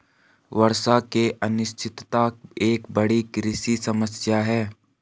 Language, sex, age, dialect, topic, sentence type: Hindi, male, 18-24, Garhwali, agriculture, statement